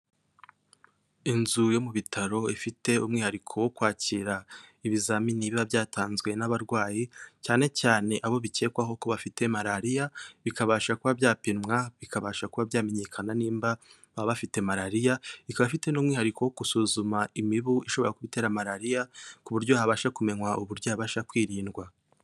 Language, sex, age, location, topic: Kinyarwanda, male, 18-24, Kigali, health